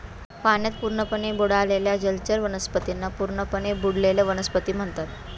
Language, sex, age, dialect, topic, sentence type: Marathi, female, 41-45, Standard Marathi, agriculture, statement